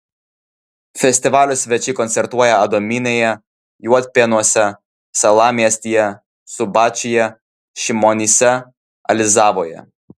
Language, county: Lithuanian, Vilnius